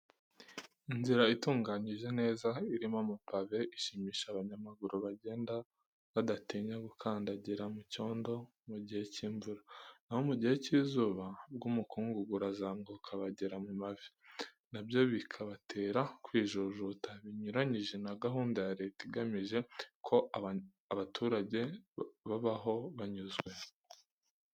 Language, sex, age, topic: Kinyarwanda, male, 18-24, education